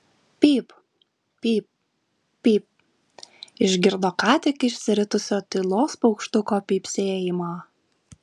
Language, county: Lithuanian, Vilnius